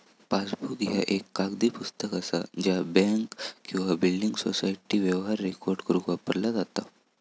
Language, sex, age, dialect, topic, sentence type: Marathi, male, 18-24, Southern Konkan, banking, statement